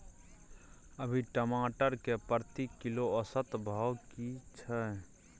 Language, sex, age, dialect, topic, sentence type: Maithili, male, 18-24, Bajjika, agriculture, question